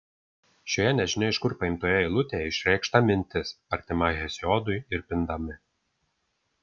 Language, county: Lithuanian, Vilnius